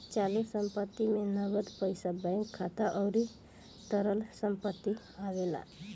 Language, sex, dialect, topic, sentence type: Bhojpuri, female, Northern, banking, statement